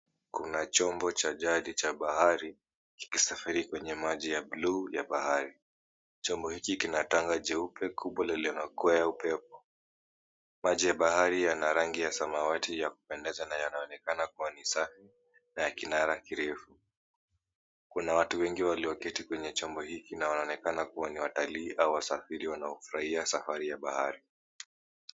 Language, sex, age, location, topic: Swahili, male, 18-24, Mombasa, government